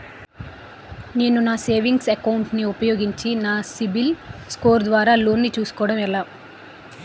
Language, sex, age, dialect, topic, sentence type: Telugu, female, 18-24, Utterandhra, banking, question